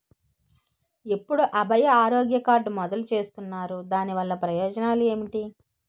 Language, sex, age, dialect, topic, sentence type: Telugu, female, 18-24, Utterandhra, banking, question